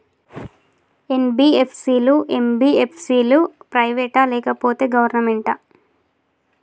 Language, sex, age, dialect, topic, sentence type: Telugu, female, 18-24, Telangana, banking, question